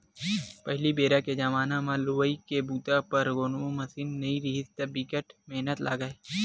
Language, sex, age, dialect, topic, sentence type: Chhattisgarhi, male, 60-100, Western/Budati/Khatahi, agriculture, statement